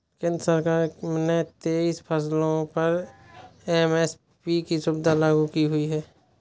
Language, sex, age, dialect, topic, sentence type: Hindi, male, 18-24, Awadhi Bundeli, agriculture, statement